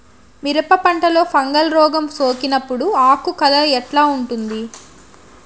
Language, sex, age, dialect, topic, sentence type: Telugu, female, 25-30, Southern, agriculture, question